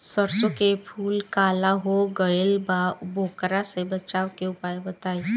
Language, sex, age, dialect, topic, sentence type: Bhojpuri, female, 18-24, Southern / Standard, agriculture, question